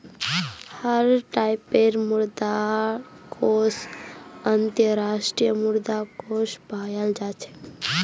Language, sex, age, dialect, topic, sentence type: Magahi, female, 41-45, Northeastern/Surjapuri, banking, statement